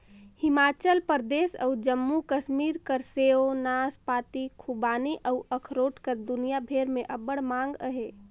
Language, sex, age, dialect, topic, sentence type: Chhattisgarhi, female, 25-30, Northern/Bhandar, agriculture, statement